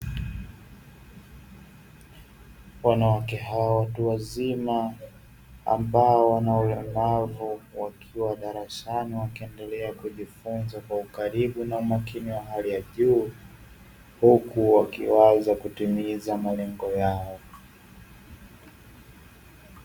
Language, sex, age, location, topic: Swahili, male, 25-35, Dar es Salaam, education